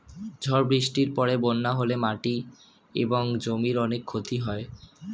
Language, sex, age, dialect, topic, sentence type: Bengali, male, 18-24, Standard Colloquial, agriculture, statement